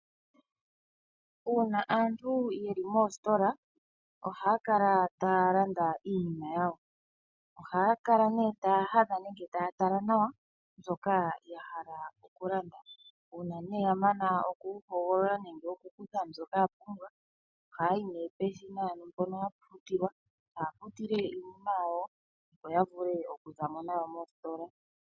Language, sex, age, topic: Oshiwambo, female, 25-35, finance